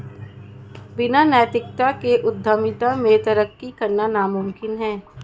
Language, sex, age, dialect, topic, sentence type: Hindi, female, 60-100, Marwari Dhudhari, banking, statement